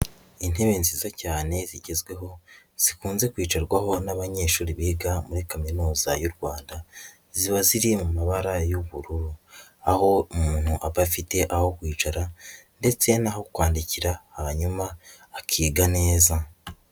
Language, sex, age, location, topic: Kinyarwanda, female, 18-24, Nyagatare, education